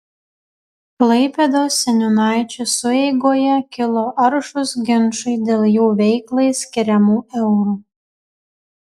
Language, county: Lithuanian, Kaunas